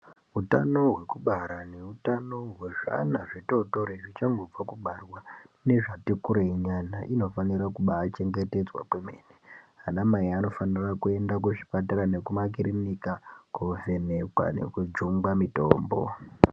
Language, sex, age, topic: Ndau, male, 18-24, health